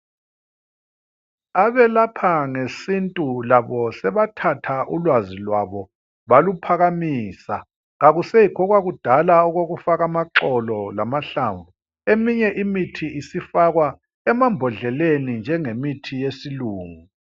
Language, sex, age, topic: North Ndebele, male, 50+, health